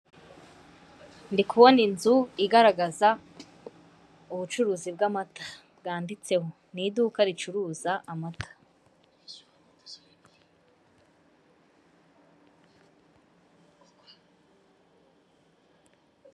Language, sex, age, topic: Kinyarwanda, female, 18-24, finance